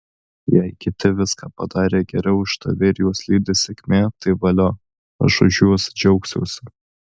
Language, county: Lithuanian, Alytus